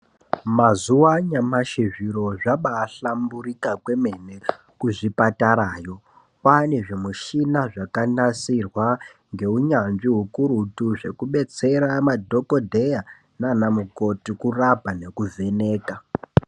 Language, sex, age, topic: Ndau, male, 18-24, health